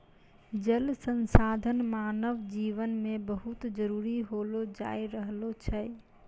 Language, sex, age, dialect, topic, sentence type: Maithili, female, 25-30, Angika, agriculture, statement